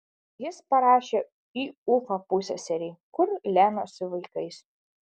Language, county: Lithuanian, Alytus